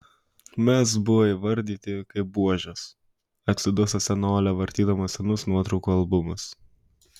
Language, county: Lithuanian, Kaunas